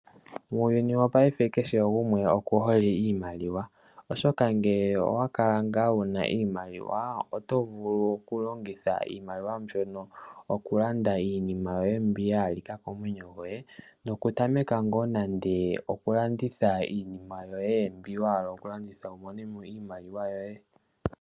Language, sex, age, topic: Oshiwambo, male, 18-24, finance